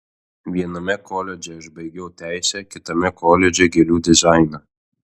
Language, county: Lithuanian, Alytus